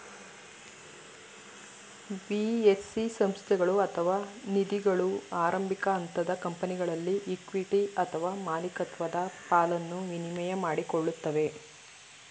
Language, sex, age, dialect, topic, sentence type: Kannada, female, 25-30, Mysore Kannada, banking, statement